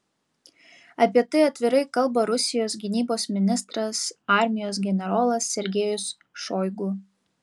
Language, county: Lithuanian, Vilnius